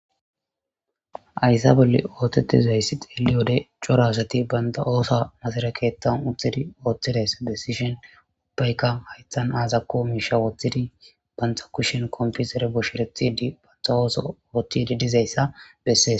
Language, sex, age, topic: Gamo, female, 25-35, government